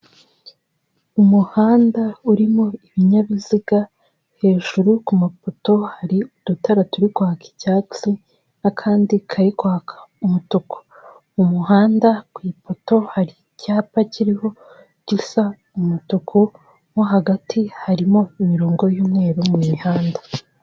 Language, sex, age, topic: Kinyarwanda, female, 18-24, government